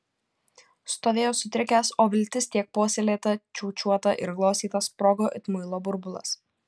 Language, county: Lithuanian, Panevėžys